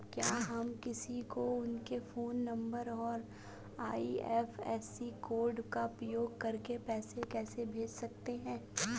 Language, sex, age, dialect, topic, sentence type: Hindi, female, 25-30, Awadhi Bundeli, banking, question